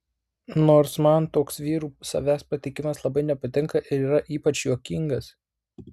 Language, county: Lithuanian, Vilnius